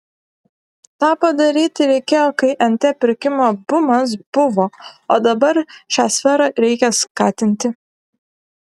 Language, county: Lithuanian, Šiauliai